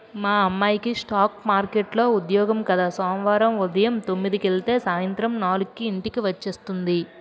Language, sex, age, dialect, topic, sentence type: Telugu, female, 18-24, Utterandhra, banking, statement